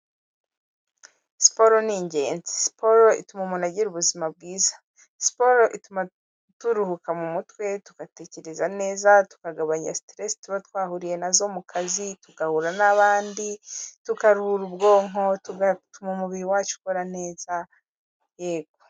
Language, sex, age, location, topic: Kinyarwanda, female, 18-24, Kigali, health